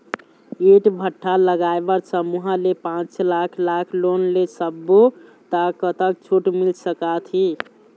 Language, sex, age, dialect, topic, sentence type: Chhattisgarhi, male, 18-24, Eastern, banking, question